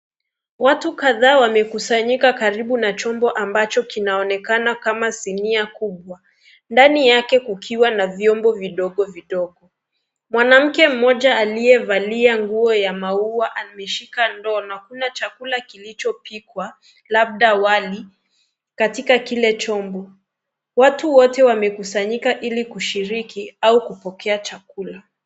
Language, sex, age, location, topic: Swahili, female, 25-35, Kisii, agriculture